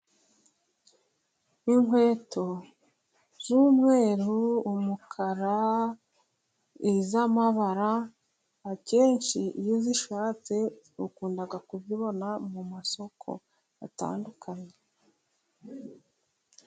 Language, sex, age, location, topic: Kinyarwanda, female, 36-49, Musanze, finance